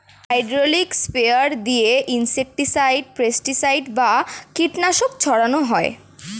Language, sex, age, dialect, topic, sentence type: Bengali, female, <18, Standard Colloquial, agriculture, statement